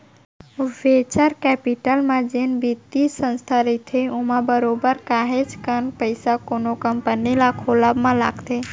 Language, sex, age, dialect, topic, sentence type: Chhattisgarhi, female, 18-24, Central, banking, statement